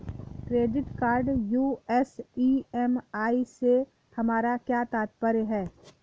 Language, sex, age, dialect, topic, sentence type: Hindi, female, 18-24, Awadhi Bundeli, banking, question